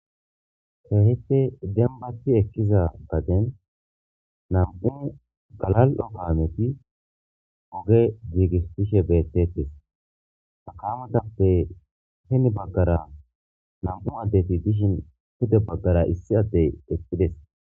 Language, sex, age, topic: Gamo, male, 25-35, government